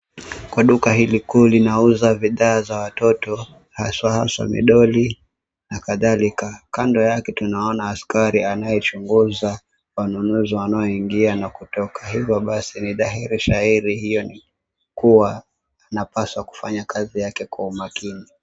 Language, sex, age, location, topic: Swahili, male, 18-24, Mombasa, government